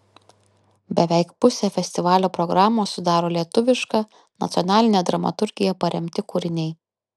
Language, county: Lithuanian, Kaunas